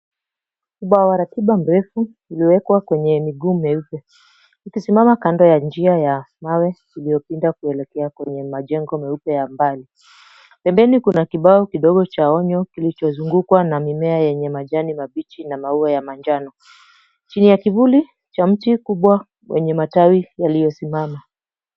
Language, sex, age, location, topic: Swahili, female, 25-35, Mombasa, agriculture